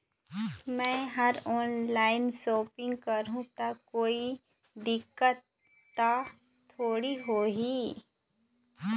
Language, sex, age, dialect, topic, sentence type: Chhattisgarhi, female, 25-30, Eastern, banking, question